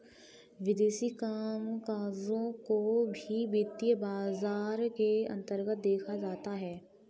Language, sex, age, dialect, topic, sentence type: Hindi, female, 36-40, Kanauji Braj Bhasha, banking, statement